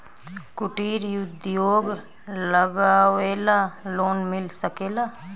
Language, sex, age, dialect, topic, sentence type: Bhojpuri, female, 25-30, Southern / Standard, banking, question